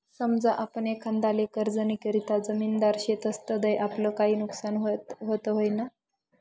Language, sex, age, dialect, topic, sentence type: Marathi, female, 41-45, Northern Konkan, banking, statement